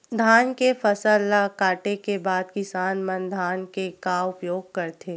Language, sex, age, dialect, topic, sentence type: Chhattisgarhi, female, 46-50, Western/Budati/Khatahi, agriculture, question